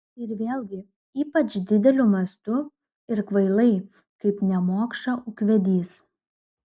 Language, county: Lithuanian, Klaipėda